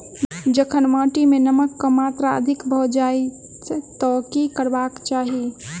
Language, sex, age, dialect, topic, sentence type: Maithili, female, 18-24, Southern/Standard, agriculture, question